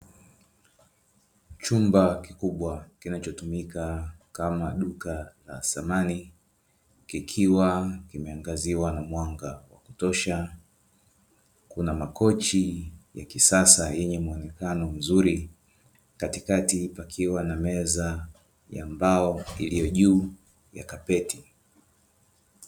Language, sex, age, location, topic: Swahili, male, 25-35, Dar es Salaam, finance